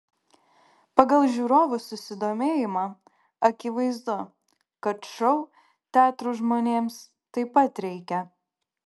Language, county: Lithuanian, Klaipėda